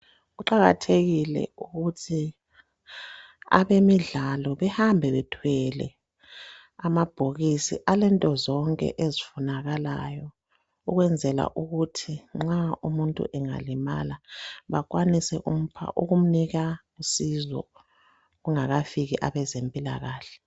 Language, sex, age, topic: North Ndebele, male, 25-35, health